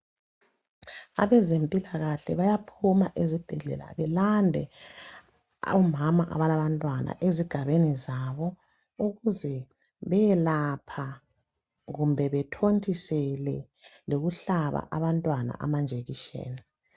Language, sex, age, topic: North Ndebele, male, 36-49, health